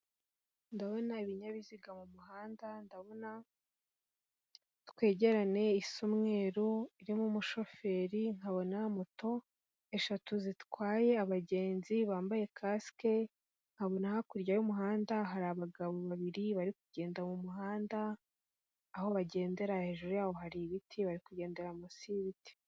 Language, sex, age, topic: Kinyarwanda, female, 18-24, government